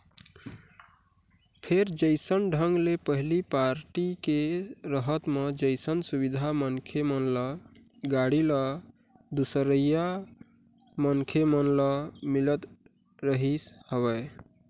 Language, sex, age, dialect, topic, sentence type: Chhattisgarhi, male, 41-45, Eastern, banking, statement